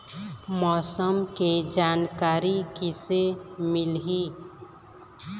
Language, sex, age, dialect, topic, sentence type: Chhattisgarhi, female, 25-30, Eastern, agriculture, question